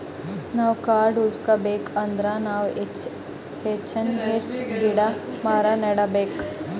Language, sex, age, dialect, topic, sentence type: Kannada, female, 18-24, Northeastern, agriculture, statement